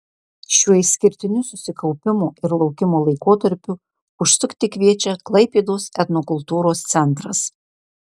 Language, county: Lithuanian, Marijampolė